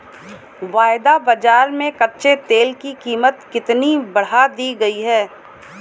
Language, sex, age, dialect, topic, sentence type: Hindi, female, 18-24, Kanauji Braj Bhasha, banking, statement